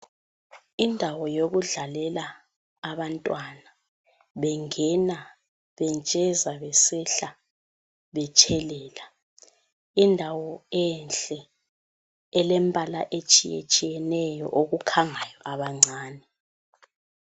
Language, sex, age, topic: North Ndebele, female, 25-35, health